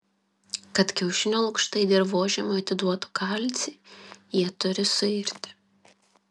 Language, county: Lithuanian, Klaipėda